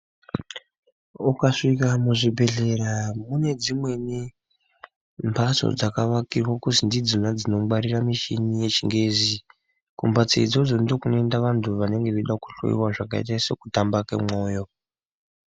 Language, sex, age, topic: Ndau, male, 18-24, health